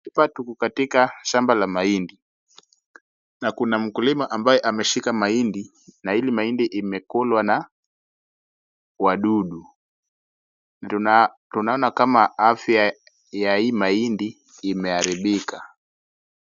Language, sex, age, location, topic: Swahili, male, 18-24, Wajir, agriculture